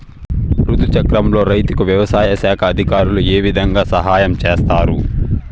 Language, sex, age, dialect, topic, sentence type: Telugu, male, 18-24, Southern, agriculture, question